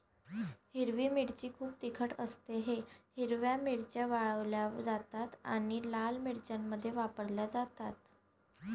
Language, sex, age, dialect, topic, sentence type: Marathi, female, 51-55, Varhadi, agriculture, statement